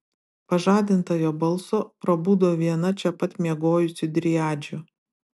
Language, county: Lithuanian, Utena